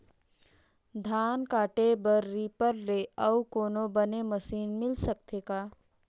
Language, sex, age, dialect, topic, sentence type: Chhattisgarhi, female, 46-50, Northern/Bhandar, agriculture, question